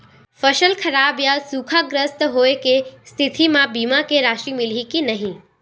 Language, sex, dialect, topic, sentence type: Chhattisgarhi, female, Western/Budati/Khatahi, agriculture, question